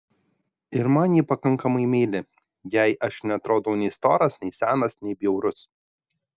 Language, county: Lithuanian, Šiauliai